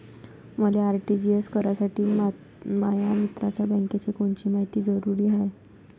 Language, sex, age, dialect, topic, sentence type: Marathi, female, 56-60, Varhadi, banking, question